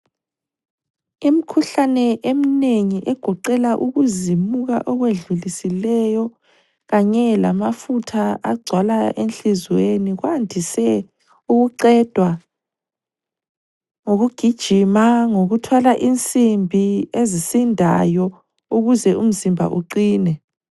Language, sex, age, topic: North Ndebele, female, 25-35, health